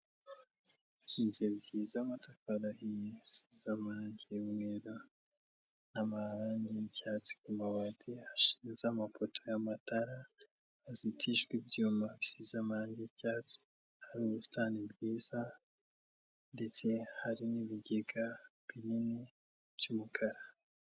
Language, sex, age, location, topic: Kinyarwanda, male, 18-24, Kigali, health